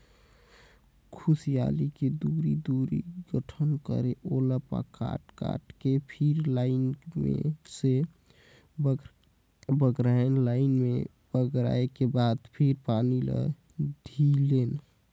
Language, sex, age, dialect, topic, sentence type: Chhattisgarhi, male, 18-24, Northern/Bhandar, banking, statement